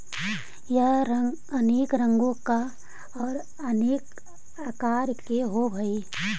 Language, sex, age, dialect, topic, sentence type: Magahi, female, 51-55, Central/Standard, agriculture, statement